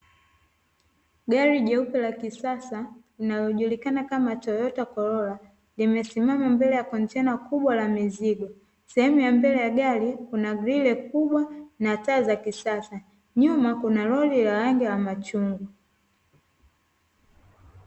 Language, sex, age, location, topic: Swahili, female, 18-24, Dar es Salaam, finance